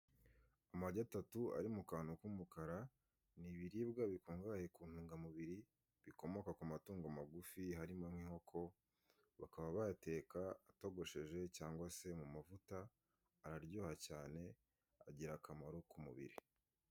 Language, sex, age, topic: Kinyarwanda, male, 18-24, finance